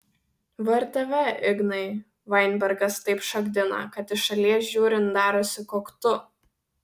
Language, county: Lithuanian, Vilnius